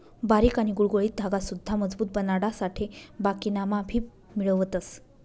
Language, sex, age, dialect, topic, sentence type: Marathi, female, 46-50, Northern Konkan, agriculture, statement